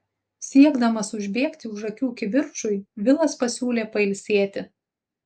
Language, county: Lithuanian, Utena